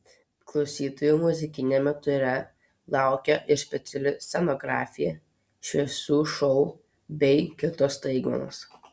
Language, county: Lithuanian, Telšiai